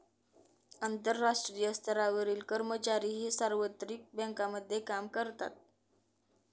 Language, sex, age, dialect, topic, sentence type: Marathi, female, 18-24, Standard Marathi, banking, statement